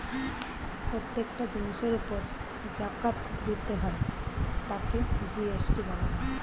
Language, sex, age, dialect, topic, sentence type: Bengali, female, 41-45, Standard Colloquial, banking, statement